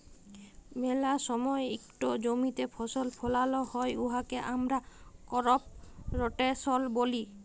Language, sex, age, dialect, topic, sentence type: Bengali, female, 25-30, Jharkhandi, agriculture, statement